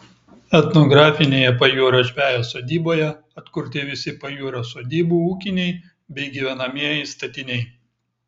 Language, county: Lithuanian, Klaipėda